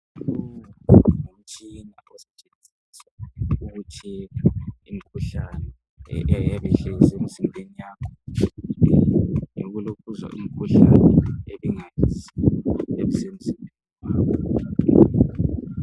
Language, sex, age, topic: North Ndebele, female, 50+, health